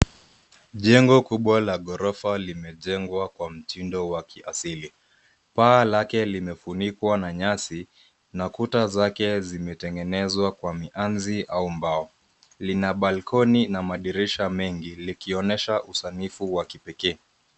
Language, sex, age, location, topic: Swahili, male, 25-35, Nairobi, finance